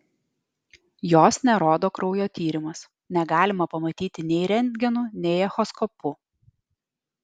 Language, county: Lithuanian, Alytus